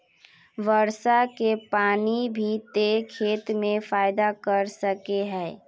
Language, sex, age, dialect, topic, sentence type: Magahi, female, 18-24, Northeastern/Surjapuri, agriculture, question